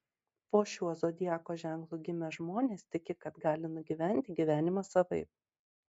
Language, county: Lithuanian, Marijampolė